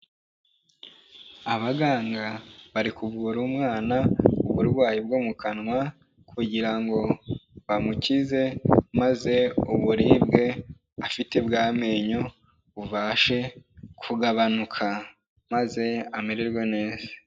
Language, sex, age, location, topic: Kinyarwanda, male, 18-24, Kigali, health